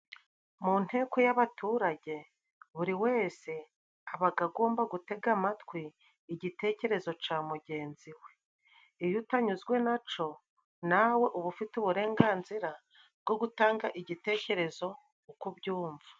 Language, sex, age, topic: Kinyarwanda, female, 36-49, government